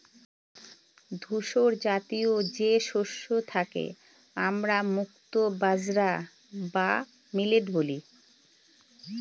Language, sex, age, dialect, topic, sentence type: Bengali, female, 46-50, Northern/Varendri, agriculture, statement